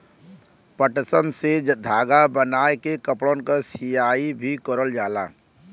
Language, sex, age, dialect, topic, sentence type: Bhojpuri, male, 25-30, Western, agriculture, statement